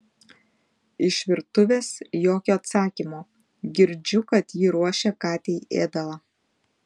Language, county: Lithuanian, Panevėžys